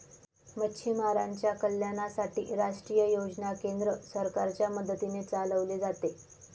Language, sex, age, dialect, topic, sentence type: Marathi, female, 25-30, Northern Konkan, agriculture, statement